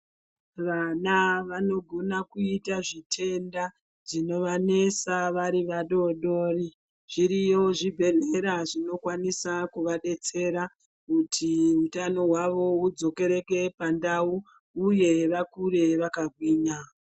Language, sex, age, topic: Ndau, male, 36-49, health